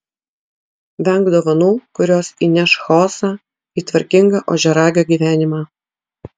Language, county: Lithuanian, Utena